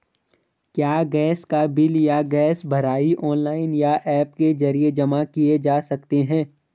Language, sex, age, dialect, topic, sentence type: Hindi, male, 18-24, Garhwali, banking, question